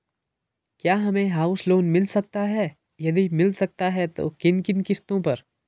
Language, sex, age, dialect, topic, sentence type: Hindi, male, 41-45, Garhwali, banking, question